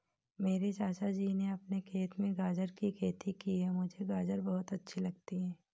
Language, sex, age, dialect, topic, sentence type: Hindi, female, 18-24, Marwari Dhudhari, agriculture, statement